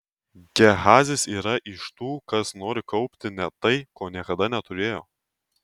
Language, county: Lithuanian, Tauragė